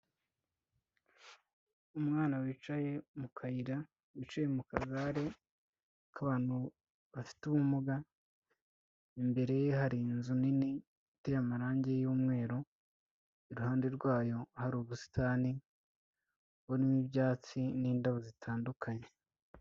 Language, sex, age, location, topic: Kinyarwanda, male, 25-35, Kigali, health